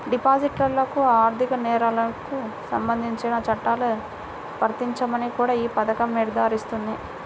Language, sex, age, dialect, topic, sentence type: Telugu, female, 18-24, Central/Coastal, banking, statement